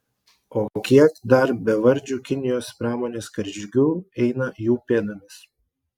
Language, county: Lithuanian, Klaipėda